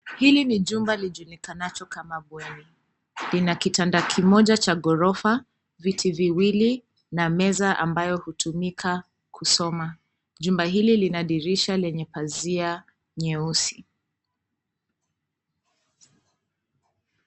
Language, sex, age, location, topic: Swahili, female, 25-35, Nairobi, education